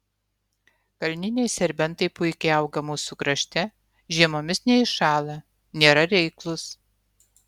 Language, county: Lithuanian, Utena